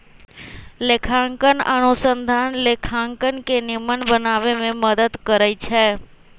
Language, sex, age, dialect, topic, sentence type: Magahi, male, 25-30, Western, banking, statement